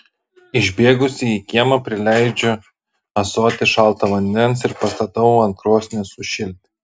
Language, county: Lithuanian, Klaipėda